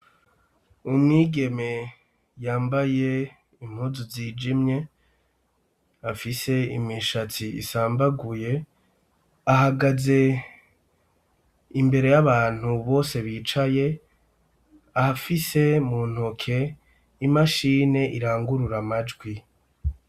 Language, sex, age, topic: Rundi, male, 36-49, education